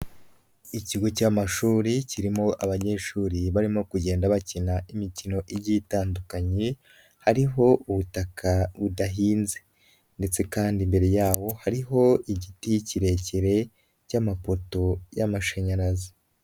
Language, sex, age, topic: Kinyarwanda, male, 25-35, education